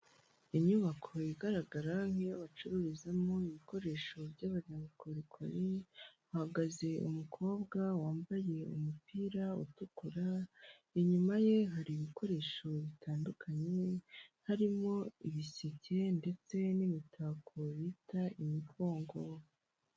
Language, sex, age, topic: Kinyarwanda, male, 25-35, finance